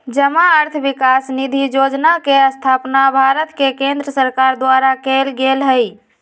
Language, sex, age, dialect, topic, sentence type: Magahi, female, 18-24, Western, banking, statement